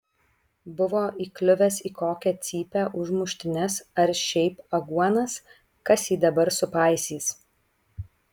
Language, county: Lithuanian, Kaunas